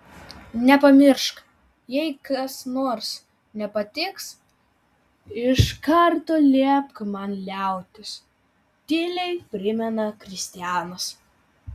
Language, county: Lithuanian, Vilnius